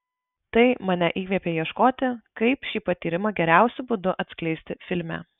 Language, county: Lithuanian, Marijampolė